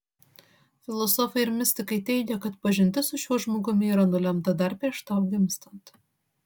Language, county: Lithuanian, Vilnius